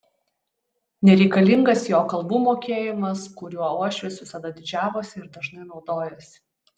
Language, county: Lithuanian, Utena